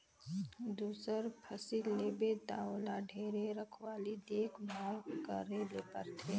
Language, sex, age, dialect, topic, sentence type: Chhattisgarhi, female, 18-24, Northern/Bhandar, agriculture, statement